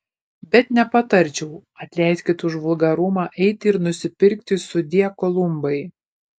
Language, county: Lithuanian, Panevėžys